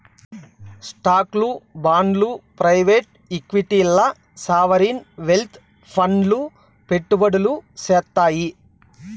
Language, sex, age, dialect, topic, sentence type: Telugu, male, 31-35, Southern, banking, statement